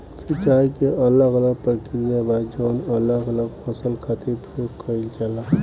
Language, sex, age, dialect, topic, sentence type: Bhojpuri, male, 18-24, Southern / Standard, agriculture, statement